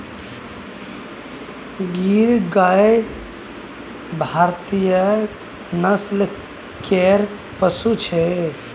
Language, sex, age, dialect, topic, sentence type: Maithili, male, 18-24, Bajjika, agriculture, statement